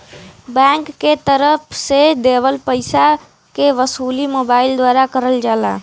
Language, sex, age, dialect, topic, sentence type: Bhojpuri, female, <18, Western, banking, statement